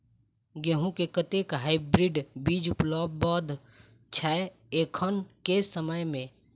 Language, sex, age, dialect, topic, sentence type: Maithili, female, 18-24, Southern/Standard, agriculture, question